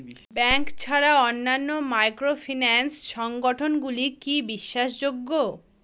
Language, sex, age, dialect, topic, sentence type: Bengali, female, 18-24, Northern/Varendri, banking, question